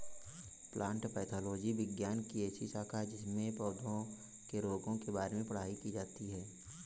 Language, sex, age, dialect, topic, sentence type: Hindi, male, 18-24, Kanauji Braj Bhasha, agriculture, statement